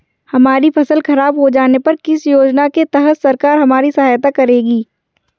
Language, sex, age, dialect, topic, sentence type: Hindi, female, 51-55, Kanauji Braj Bhasha, agriculture, question